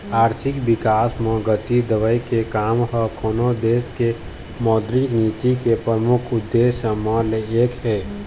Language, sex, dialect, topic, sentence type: Chhattisgarhi, male, Eastern, banking, statement